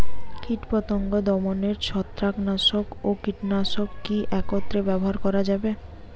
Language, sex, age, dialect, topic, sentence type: Bengali, female, 18-24, Rajbangshi, agriculture, question